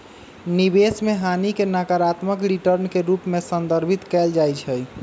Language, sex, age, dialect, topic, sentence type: Magahi, male, 25-30, Western, banking, statement